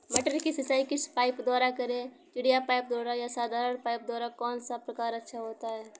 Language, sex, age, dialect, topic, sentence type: Hindi, female, 18-24, Awadhi Bundeli, agriculture, question